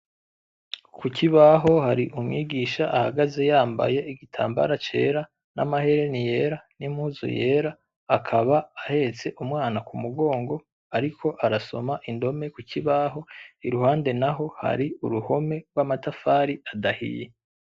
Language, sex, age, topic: Rundi, male, 25-35, education